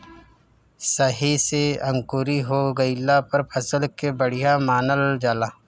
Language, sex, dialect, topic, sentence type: Bhojpuri, male, Northern, agriculture, statement